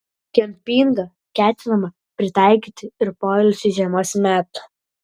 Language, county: Lithuanian, Vilnius